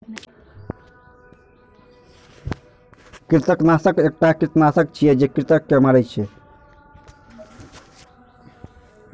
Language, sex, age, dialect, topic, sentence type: Maithili, male, 46-50, Eastern / Thethi, agriculture, statement